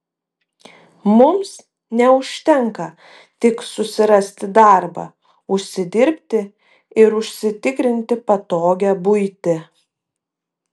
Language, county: Lithuanian, Vilnius